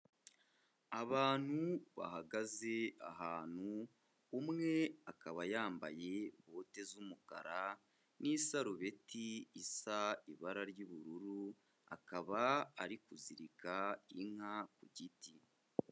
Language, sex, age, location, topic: Kinyarwanda, male, 25-35, Kigali, agriculture